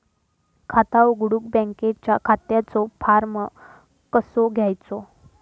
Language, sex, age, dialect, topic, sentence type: Marathi, female, 25-30, Southern Konkan, banking, question